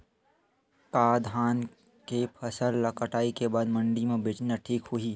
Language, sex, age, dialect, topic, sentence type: Chhattisgarhi, male, 25-30, Western/Budati/Khatahi, agriculture, question